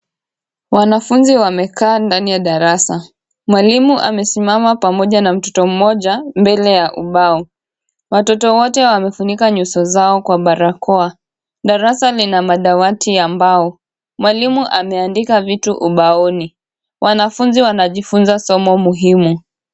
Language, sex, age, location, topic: Swahili, female, 18-24, Kisumu, health